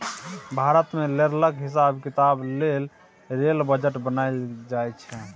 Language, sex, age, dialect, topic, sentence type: Maithili, male, 18-24, Bajjika, banking, statement